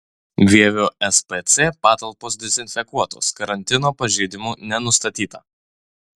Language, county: Lithuanian, Utena